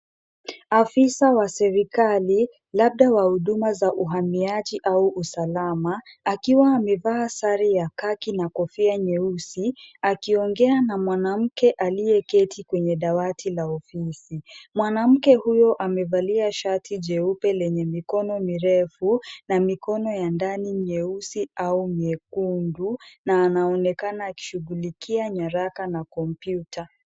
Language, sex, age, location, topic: Swahili, female, 25-35, Kisumu, government